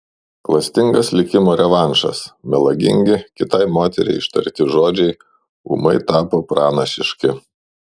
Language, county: Lithuanian, Šiauliai